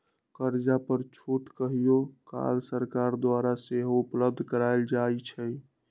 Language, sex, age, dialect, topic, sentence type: Magahi, male, 60-100, Western, banking, statement